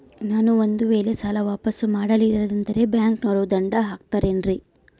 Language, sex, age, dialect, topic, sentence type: Kannada, female, 25-30, Central, banking, question